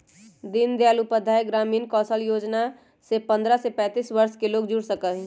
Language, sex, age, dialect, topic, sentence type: Magahi, male, 31-35, Western, banking, statement